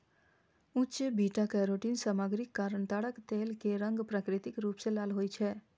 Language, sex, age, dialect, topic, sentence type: Maithili, female, 25-30, Eastern / Thethi, agriculture, statement